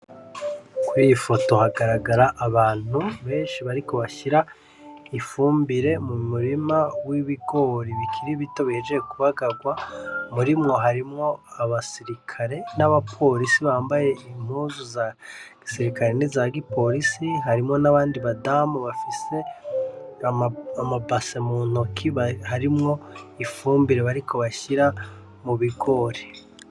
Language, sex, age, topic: Rundi, male, 36-49, agriculture